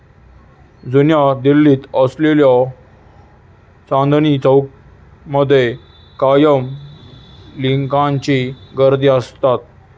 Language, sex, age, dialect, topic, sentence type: Marathi, male, 18-24, Southern Konkan, banking, statement